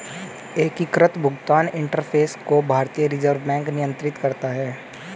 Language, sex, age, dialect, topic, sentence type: Hindi, male, 18-24, Hindustani Malvi Khadi Boli, banking, statement